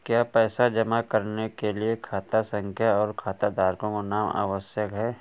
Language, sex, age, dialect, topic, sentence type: Hindi, male, 25-30, Awadhi Bundeli, banking, question